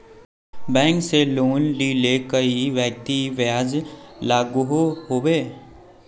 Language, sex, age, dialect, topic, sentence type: Magahi, male, 18-24, Northeastern/Surjapuri, banking, question